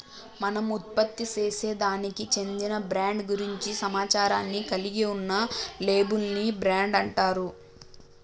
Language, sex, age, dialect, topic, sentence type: Telugu, female, 18-24, Telangana, banking, statement